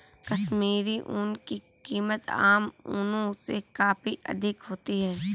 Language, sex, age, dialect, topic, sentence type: Hindi, female, 18-24, Kanauji Braj Bhasha, agriculture, statement